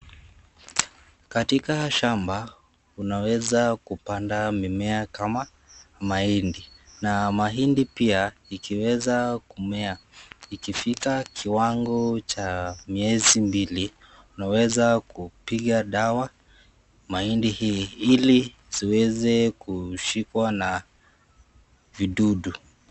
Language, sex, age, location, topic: Swahili, male, 50+, Nakuru, health